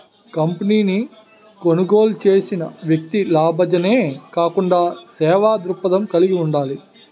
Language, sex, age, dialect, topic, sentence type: Telugu, male, 31-35, Utterandhra, banking, statement